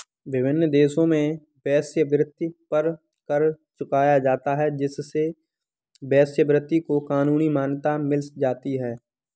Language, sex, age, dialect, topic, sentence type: Hindi, male, 18-24, Kanauji Braj Bhasha, banking, statement